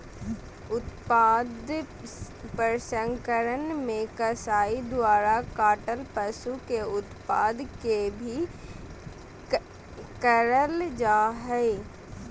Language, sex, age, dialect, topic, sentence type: Magahi, female, 18-24, Southern, agriculture, statement